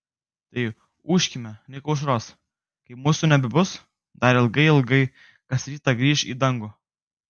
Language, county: Lithuanian, Kaunas